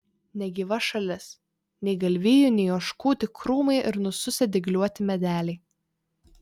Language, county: Lithuanian, Vilnius